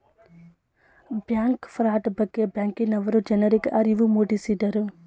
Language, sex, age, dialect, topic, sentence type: Kannada, female, 25-30, Mysore Kannada, banking, statement